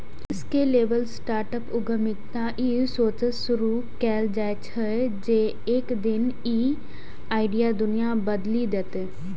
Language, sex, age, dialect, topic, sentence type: Maithili, female, 18-24, Eastern / Thethi, banking, statement